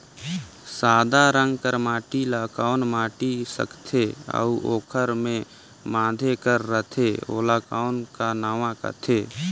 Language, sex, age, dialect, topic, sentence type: Chhattisgarhi, male, 18-24, Northern/Bhandar, agriculture, question